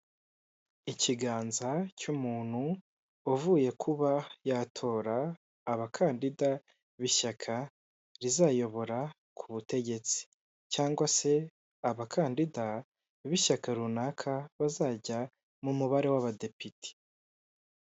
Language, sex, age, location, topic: Kinyarwanda, male, 18-24, Kigali, government